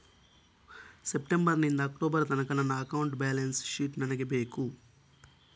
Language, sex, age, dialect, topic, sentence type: Kannada, male, 18-24, Coastal/Dakshin, banking, question